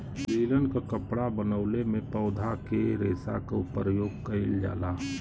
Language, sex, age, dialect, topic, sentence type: Bhojpuri, male, 36-40, Western, agriculture, statement